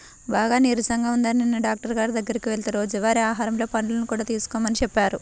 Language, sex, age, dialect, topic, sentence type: Telugu, male, 36-40, Central/Coastal, agriculture, statement